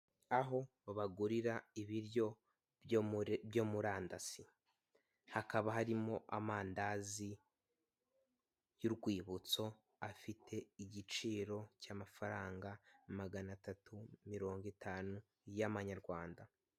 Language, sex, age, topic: Kinyarwanda, male, 18-24, finance